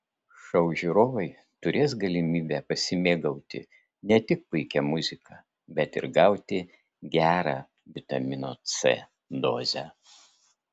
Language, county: Lithuanian, Vilnius